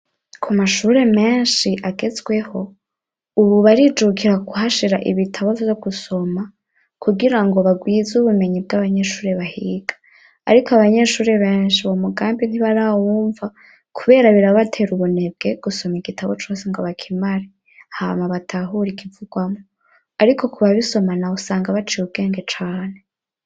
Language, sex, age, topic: Rundi, male, 18-24, education